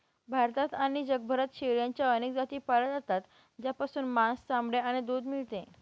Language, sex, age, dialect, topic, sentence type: Marathi, female, 18-24, Northern Konkan, agriculture, statement